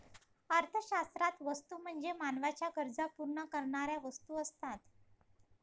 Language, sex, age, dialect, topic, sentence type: Marathi, female, 25-30, Varhadi, banking, statement